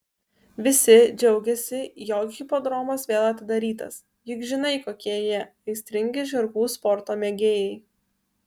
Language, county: Lithuanian, Kaunas